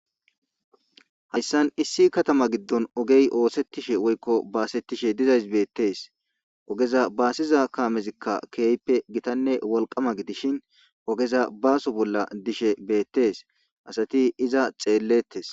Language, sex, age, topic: Gamo, male, 25-35, government